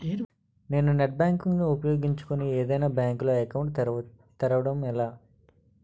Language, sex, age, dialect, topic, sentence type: Telugu, male, 18-24, Utterandhra, banking, question